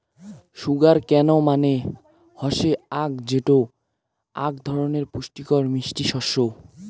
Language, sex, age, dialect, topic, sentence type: Bengali, male, <18, Rajbangshi, agriculture, statement